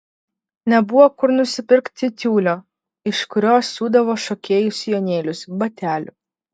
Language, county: Lithuanian, Vilnius